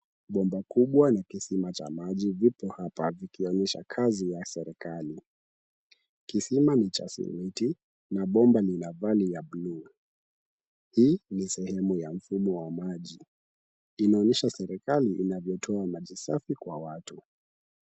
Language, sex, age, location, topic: Swahili, male, 18-24, Kisumu, government